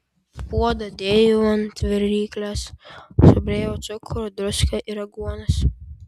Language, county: Lithuanian, Vilnius